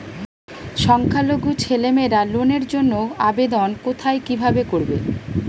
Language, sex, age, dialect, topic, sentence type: Bengali, female, 36-40, Standard Colloquial, banking, question